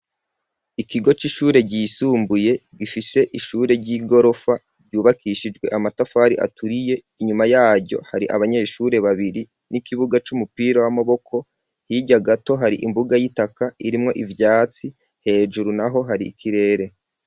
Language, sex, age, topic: Rundi, male, 36-49, education